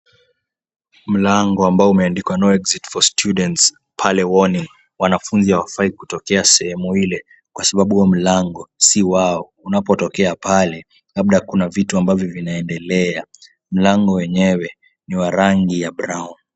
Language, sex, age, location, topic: Swahili, male, 18-24, Kisumu, education